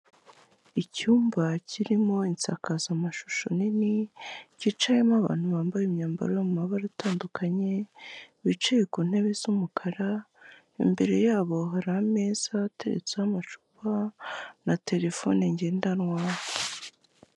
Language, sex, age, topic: Kinyarwanda, male, 18-24, health